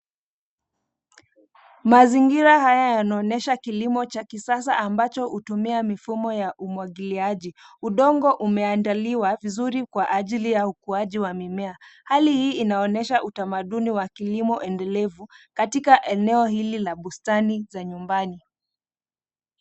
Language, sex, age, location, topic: Swahili, female, 25-35, Mombasa, agriculture